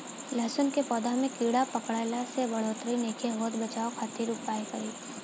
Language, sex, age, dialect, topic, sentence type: Bhojpuri, female, 18-24, Southern / Standard, agriculture, question